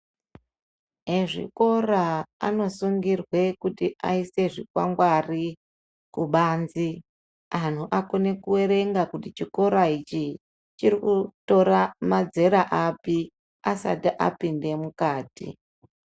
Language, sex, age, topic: Ndau, male, 50+, education